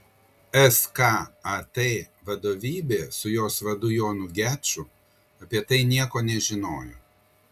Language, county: Lithuanian, Kaunas